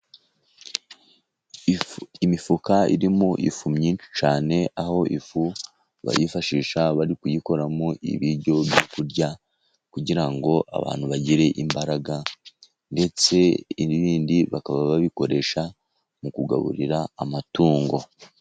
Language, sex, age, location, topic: Kinyarwanda, male, 50+, Musanze, agriculture